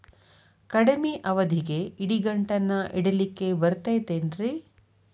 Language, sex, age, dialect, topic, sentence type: Kannada, female, 25-30, Dharwad Kannada, banking, question